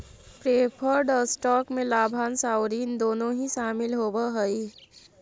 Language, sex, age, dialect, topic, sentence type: Magahi, female, 41-45, Central/Standard, banking, statement